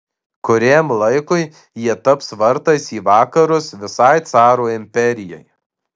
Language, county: Lithuanian, Marijampolė